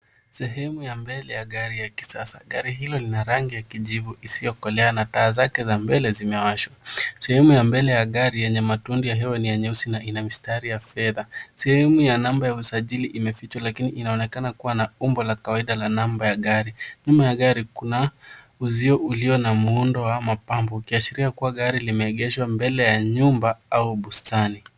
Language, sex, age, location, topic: Swahili, male, 18-24, Nairobi, finance